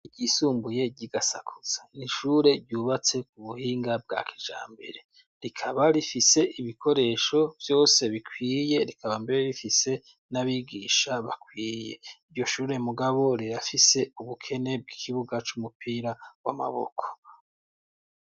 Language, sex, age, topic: Rundi, male, 36-49, education